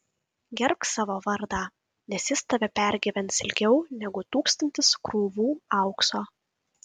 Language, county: Lithuanian, Kaunas